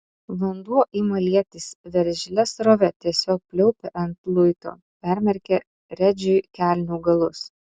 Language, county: Lithuanian, Utena